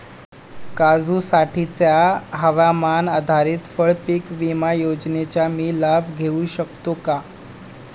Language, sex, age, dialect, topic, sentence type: Marathi, male, 18-24, Standard Marathi, agriculture, question